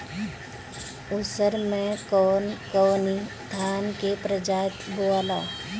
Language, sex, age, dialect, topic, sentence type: Bhojpuri, female, 36-40, Northern, agriculture, question